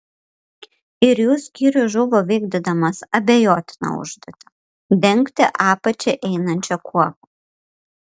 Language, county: Lithuanian, Panevėžys